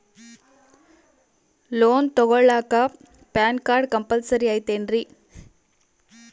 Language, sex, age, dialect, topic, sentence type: Kannada, female, 18-24, Central, banking, question